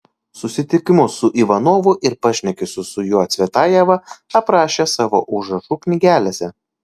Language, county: Lithuanian, Kaunas